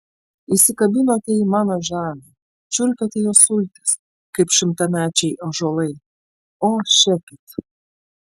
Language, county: Lithuanian, Klaipėda